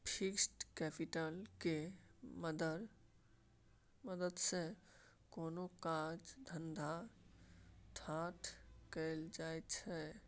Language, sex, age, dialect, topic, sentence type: Maithili, male, 18-24, Bajjika, banking, statement